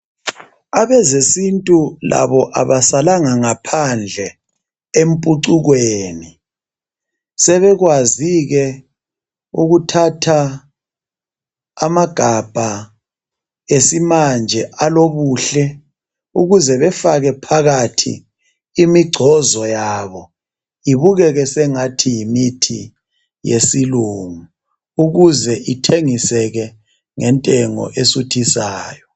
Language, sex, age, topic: North Ndebele, male, 36-49, health